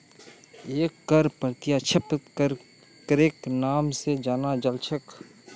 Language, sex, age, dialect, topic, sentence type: Magahi, male, 31-35, Northeastern/Surjapuri, banking, statement